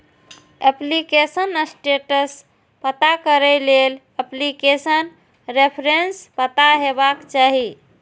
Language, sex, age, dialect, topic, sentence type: Maithili, female, 25-30, Eastern / Thethi, banking, statement